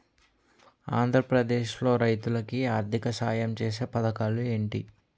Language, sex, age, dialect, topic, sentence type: Telugu, male, 18-24, Utterandhra, agriculture, question